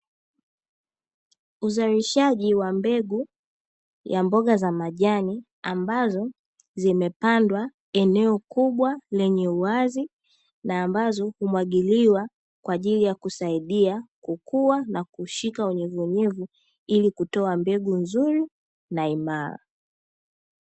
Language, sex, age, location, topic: Swahili, female, 18-24, Dar es Salaam, agriculture